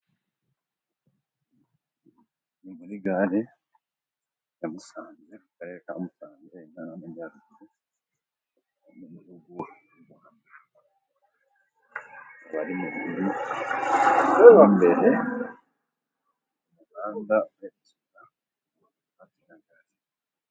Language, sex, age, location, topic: Kinyarwanda, male, 25-35, Musanze, finance